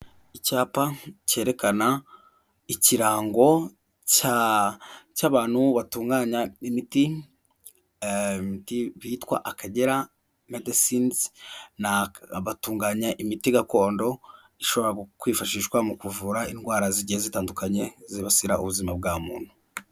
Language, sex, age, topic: Kinyarwanda, male, 18-24, health